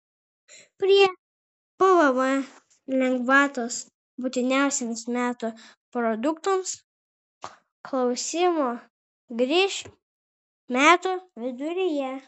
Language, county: Lithuanian, Vilnius